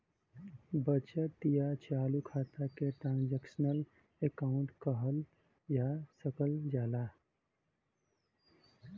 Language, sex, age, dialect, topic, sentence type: Bhojpuri, male, 31-35, Western, banking, statement